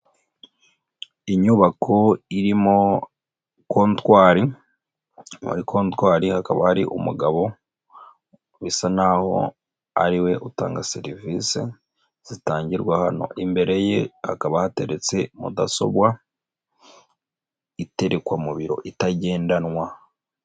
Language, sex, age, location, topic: Kinyarwanda, male, 25-35, Nyagatare, finance